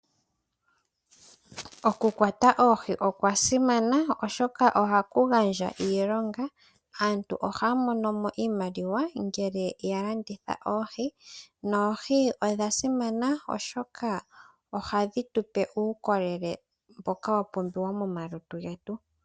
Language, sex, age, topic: Oshiwambo, female, 18-24, agriculture